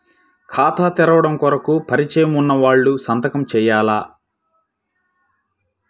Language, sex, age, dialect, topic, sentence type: Telugu, male, 25-30, Central/Coastal, banking, question